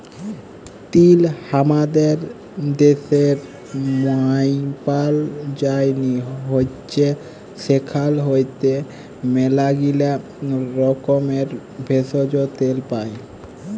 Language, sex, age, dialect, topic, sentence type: Bengali, male, 18-24, Jharkhandi, agriculture, statement